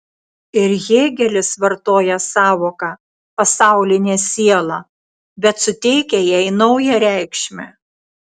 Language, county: Lithuanian, Tauragė